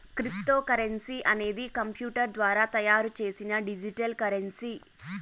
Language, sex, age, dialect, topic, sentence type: Telugu, female, 18-24, Southern, banking, statement